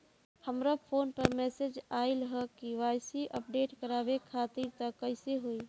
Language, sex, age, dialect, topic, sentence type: Bhojpuri, female, 18-24, Southern / Standard, banking, question